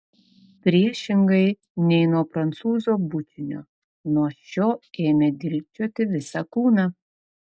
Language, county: Lithuanian, Telšiai